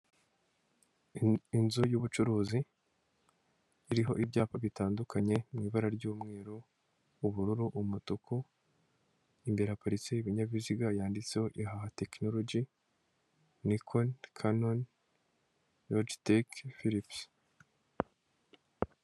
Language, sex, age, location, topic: Kinyarwanda, male, 18-24, Kigali, finance